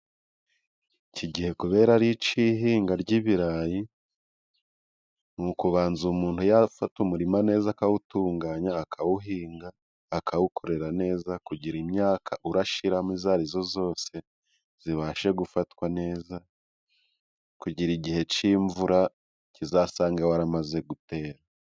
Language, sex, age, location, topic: Kinyarwanda, male, 25-35, Musanze, agriculture